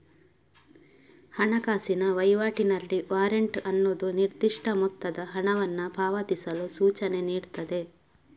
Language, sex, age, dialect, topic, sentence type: Kannada, female, 31-35, Coastal/Dakshin, banking, statement